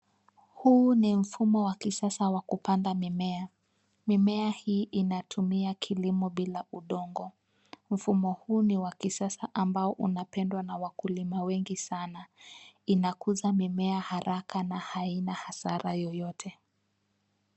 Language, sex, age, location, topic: Swahili, female, 25-35, Nairobi, agriculture